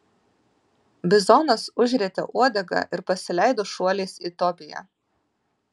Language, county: Lithuanian, Vilnius